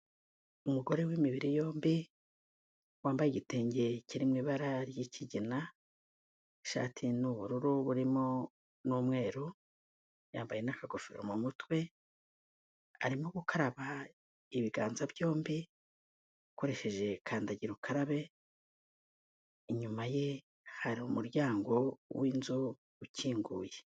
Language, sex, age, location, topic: Kinyarwanda, female, 18-24, Kigali, health